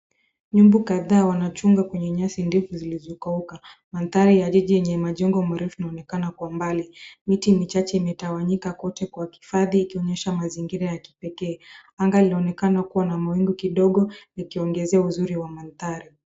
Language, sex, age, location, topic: Swahili, female, 25-35, Nairobi, government